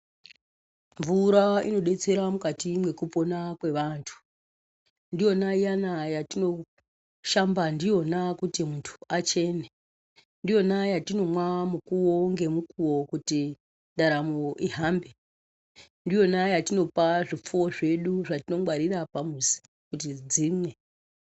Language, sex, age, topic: Ndau, male, 36-49, health